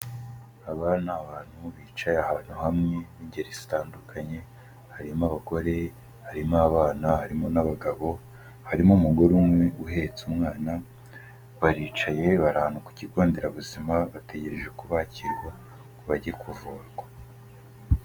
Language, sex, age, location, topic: Kinyarwanda, male, 18-24, Kigali, health